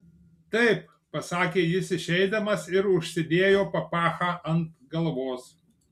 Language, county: Lithuanian, Marijampolė